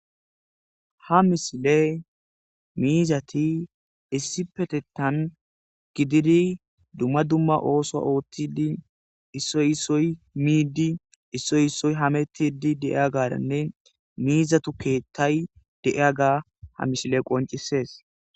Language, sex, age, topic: Gamo, male, 18-24, agriculture